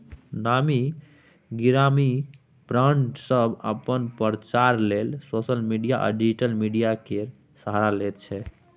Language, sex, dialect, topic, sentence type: Maithili, male, Bajjika, banking, statement